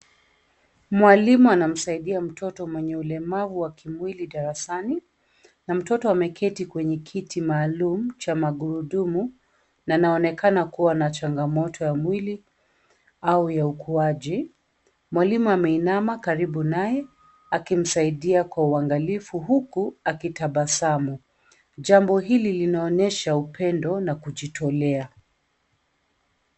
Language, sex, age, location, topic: Swahili, female, 36-49, Nairobi, education